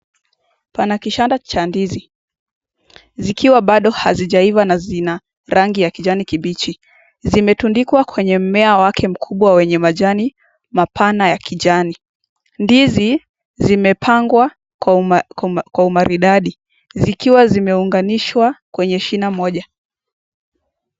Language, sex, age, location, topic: Swahili, female, 18-24, Nakuru, agriculture